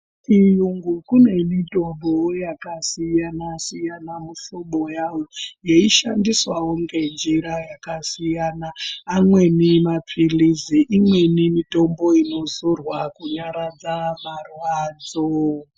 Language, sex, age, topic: Ndau, female, 25-35, health